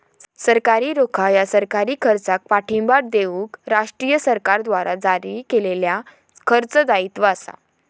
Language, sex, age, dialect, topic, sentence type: Marathi, female, 18-24, Southern Konkan, banking, statement